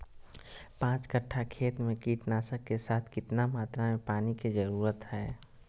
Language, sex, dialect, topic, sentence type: Magahi, male, Southern, agriculture, question